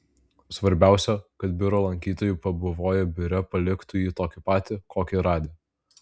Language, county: Lithuanian, Vilnius